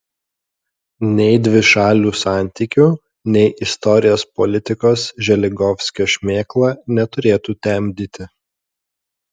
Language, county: Lithuanian, Kaunas